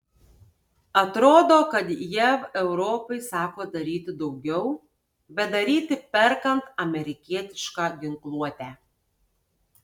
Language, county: Lithuanian, Tauragė